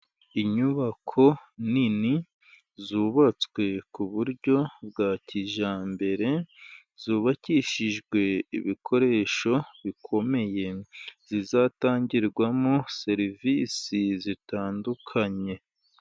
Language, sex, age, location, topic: Kinyarwanda, male, 36-49, Burera, government